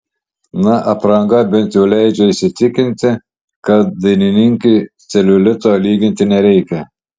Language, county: Lithuanian, Šiauliai